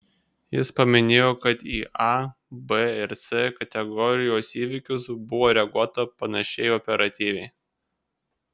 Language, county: Lithuanian, Kaunas